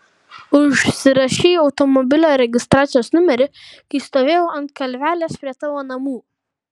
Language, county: Lithuanian, Kaunas